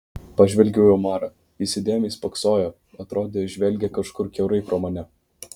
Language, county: Lithuanian, Vilnius